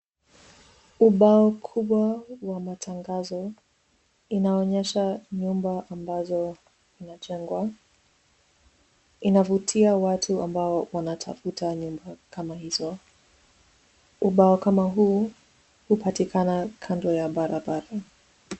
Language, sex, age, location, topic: Swahili, female, 18-24, Nairobi, finance